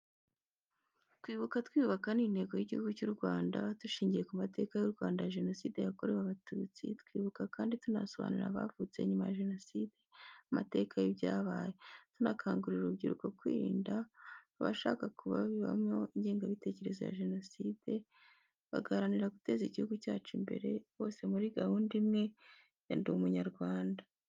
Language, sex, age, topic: Kinyarwanda, female, 25-35, education